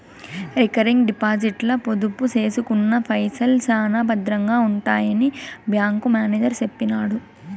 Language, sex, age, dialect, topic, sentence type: Telugu, female, 18-24, Southern, banking, statement